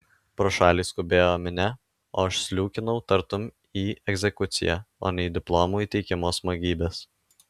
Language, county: Lithuanian, Alytus